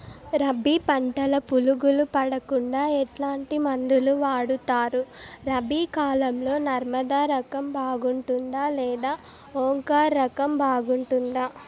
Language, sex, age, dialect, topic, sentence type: Telugu, female, 18-24, Southern, agriculture, question